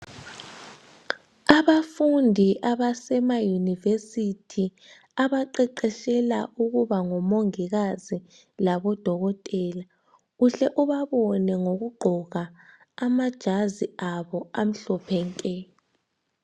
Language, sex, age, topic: North Ndebele, male, 18-24, health